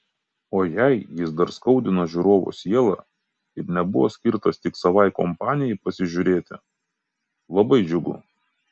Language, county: Lithuanian, Kaunas